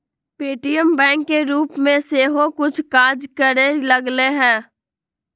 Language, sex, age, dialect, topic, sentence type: Magahi, female, 18-24, Western, banking, statement